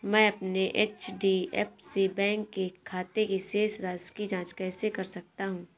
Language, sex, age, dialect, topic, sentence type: Hindi, female, 18-24, Awadhi Bundeli, banking, question